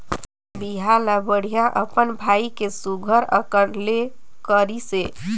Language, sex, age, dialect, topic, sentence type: Chhattisgarhi, female, 18-24, Northern/Bhandar, banking, statement